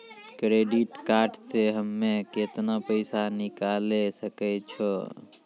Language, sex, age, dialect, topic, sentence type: Maithili, male, 36-40, Angika, banking, question